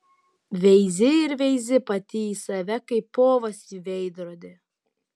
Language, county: Lithuanian, Utena